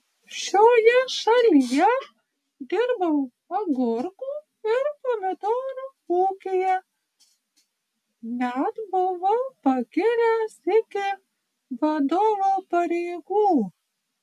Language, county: Lithuanian, Panevėžys